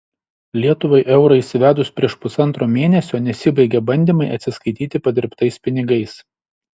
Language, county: Lithuanian, Šiauliai